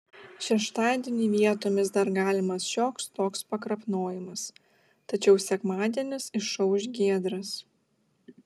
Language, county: Lithuanian, Klaipėda